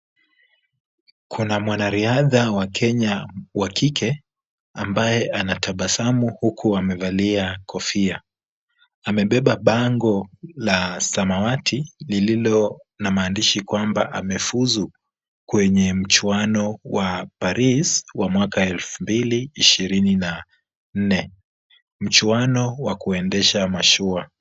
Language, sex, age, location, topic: Swahili, female, 25-35, Kisumu, education